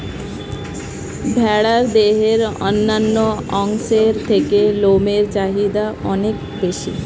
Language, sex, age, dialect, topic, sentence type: Bengali, female, 25-30, Standard Colloquial, agriculture, statement